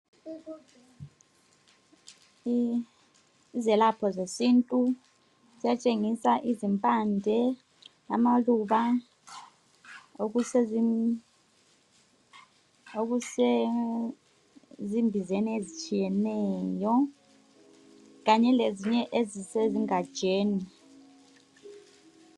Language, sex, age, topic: North Ndebele, male, 25-35, health